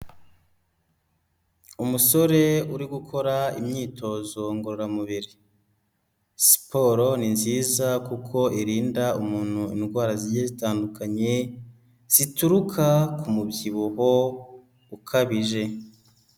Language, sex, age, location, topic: Kinyarwanda, male, 18-24, Kigali, health